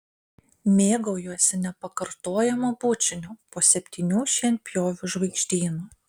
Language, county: Lithuanian, Panevėžys